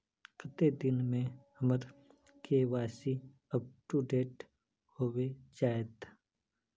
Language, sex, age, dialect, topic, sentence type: Magahi, male, 31-35, Northeastern/Surjapuri, banking, question